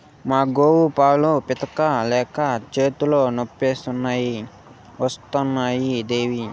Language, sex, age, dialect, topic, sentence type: Telugu, male, 18-24, Southern, agriculture, statement